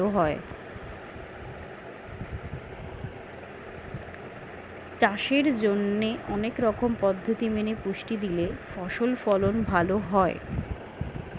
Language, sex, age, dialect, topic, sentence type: Bengali, female, 60-100, Standard Colloquial, agriculture, statement